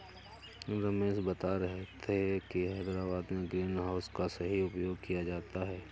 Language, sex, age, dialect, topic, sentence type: Hindi, male, 18-24, Awadhi Bundeli, agriculture, statement